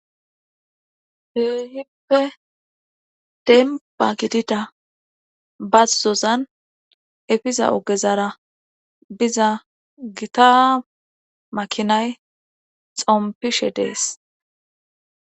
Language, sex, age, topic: Gamo, female, 25-35, government